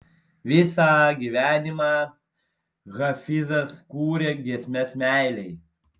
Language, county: Lithuanian, Panevėžys